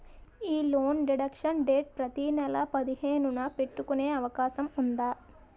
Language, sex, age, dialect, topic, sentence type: Telugu, female, 18-24, Utterandhra, banking, question